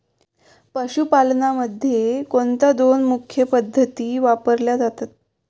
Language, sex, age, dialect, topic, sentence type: Marathi, female, 25-30, Standard Marathi, agriculture, question